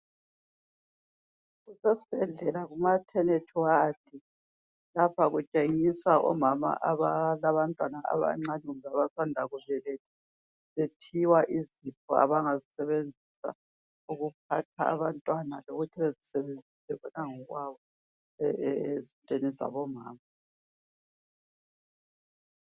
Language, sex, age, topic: North Ndebele, female, 50+, health